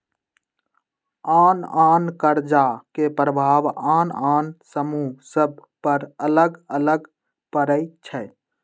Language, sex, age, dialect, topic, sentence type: Magahi, male, 18-24, Western, banking, statement